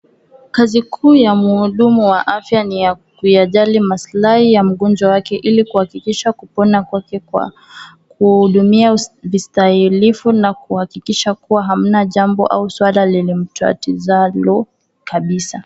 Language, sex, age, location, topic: Swahili, female, 18-24, Kisumu, health